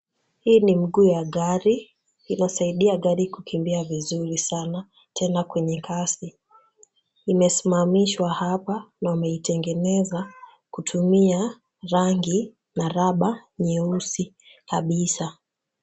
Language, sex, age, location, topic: Swahili, female, 36-49, Kisumu, finance